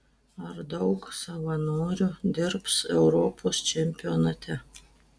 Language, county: Lithuanian, Telšiai